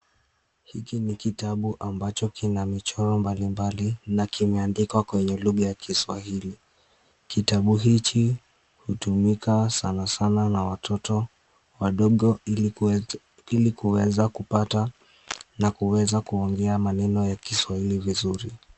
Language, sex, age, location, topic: Swahili, male, 18-24, Kisumu, education